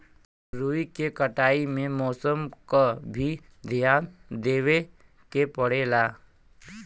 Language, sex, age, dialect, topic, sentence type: Bhojpuri, male, 18-24, Western, agriculture, statement